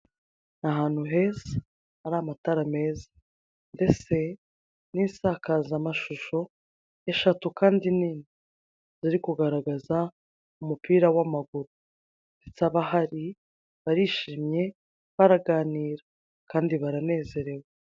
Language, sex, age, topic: Kinyarwanda, female, 25-35, finance